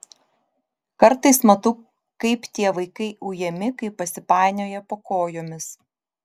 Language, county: Lithuanian, Vilnius